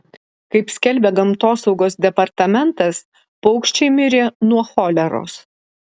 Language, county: Lithuanian, Alytus